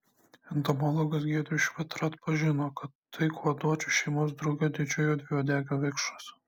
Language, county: Lithuanian, Kaunas